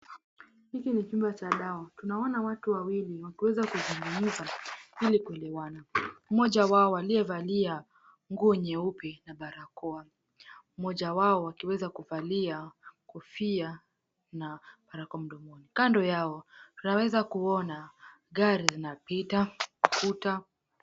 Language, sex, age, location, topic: Swahili, female, 25-35, Mombasa, health